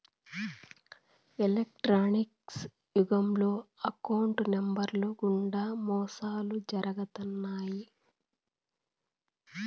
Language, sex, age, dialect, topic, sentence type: Telugu, female, 41-45, Southern, banking, statement